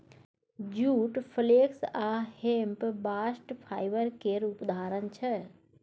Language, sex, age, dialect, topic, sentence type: Maithili, female, 36-40, Bajjika, agriculture, statement